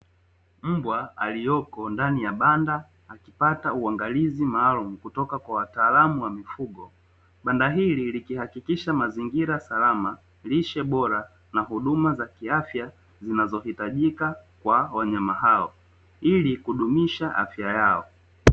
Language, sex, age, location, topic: Swahili, male, 25-35, Dar es Salaam, agriculture